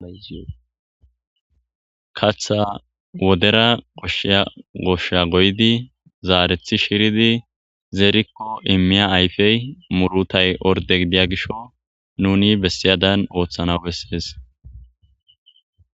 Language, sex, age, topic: Gamo, male, 25-35, agriculture